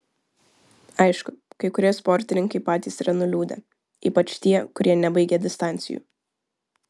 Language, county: Lithuanian, Vilnius